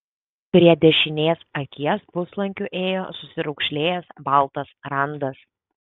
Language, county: Lithuanian, Kaunas